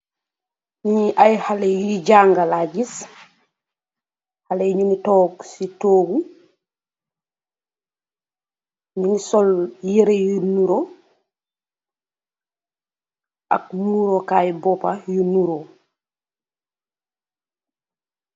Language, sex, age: Wolof, female, 25-35